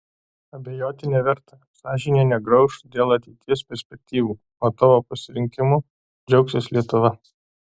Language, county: Lithuanian, Alytus